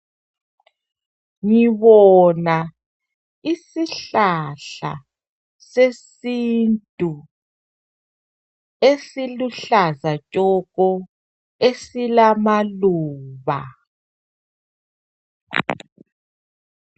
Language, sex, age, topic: North Ndebele, male, 36-49, health